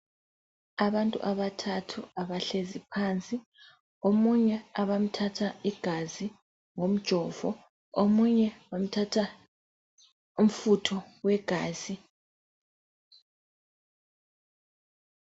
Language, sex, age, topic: North Ndebele, female, 25-35, health